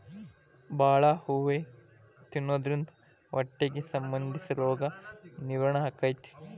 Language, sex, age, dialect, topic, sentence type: Kannada, male, 25-30, Dharwad Kannada, agriculture, statement